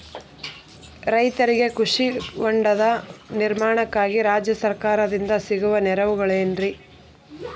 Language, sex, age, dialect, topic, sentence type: Kannada, female, 31-35, Dharwad Kannada, agriculture, question